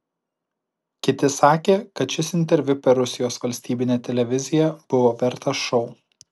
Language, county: Lithuanian, Alytus